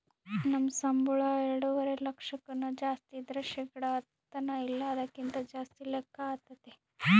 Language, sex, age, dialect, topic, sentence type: Kannada, female, 18-24, Central, banking, statement